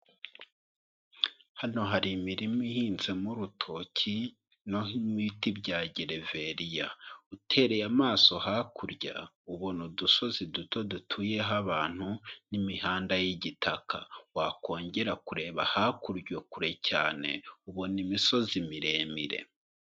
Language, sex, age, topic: Kinyarwanda, male, 25-35, agriculture